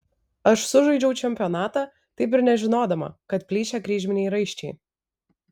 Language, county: Lithuanian, Vilnius